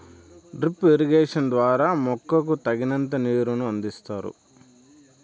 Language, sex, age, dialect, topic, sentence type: Telugu, male, 31-35, Southern, agriculture, statement